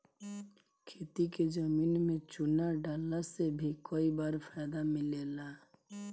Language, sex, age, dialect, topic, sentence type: Bhojpuri, male, 25-30, Northern, agriculture, statement